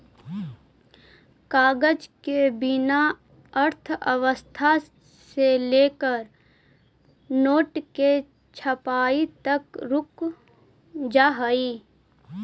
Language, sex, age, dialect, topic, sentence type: Magahi, female, 25-30, Central/Standard, banking, statement